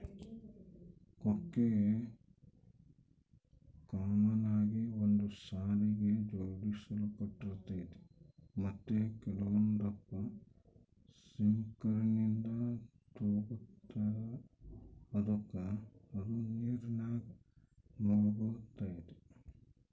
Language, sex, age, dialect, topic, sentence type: Kannada, male, 51-55, Central, agriculture, statement